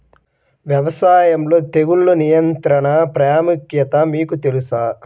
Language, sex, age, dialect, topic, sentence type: Telugu, male, 18-24, Central/Coastal, agriculture, question